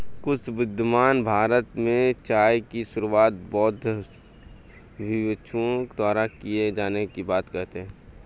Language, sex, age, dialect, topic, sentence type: Hindi, male, 25-30, Hindustani Malvi Khadi Boli, agriculture, statement